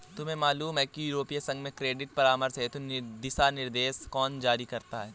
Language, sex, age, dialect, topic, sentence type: Hindi, male, 18-24, Awadhi Bundeli, banking, statement